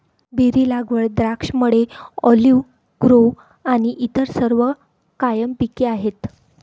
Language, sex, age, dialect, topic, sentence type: Marathi, female, 31-35, Varhadi, agriculture, statement